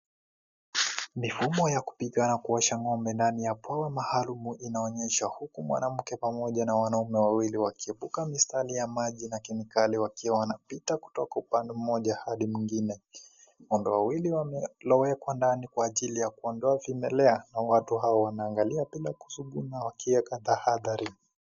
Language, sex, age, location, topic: Swahili, male, 18-24, Kisii, agriculture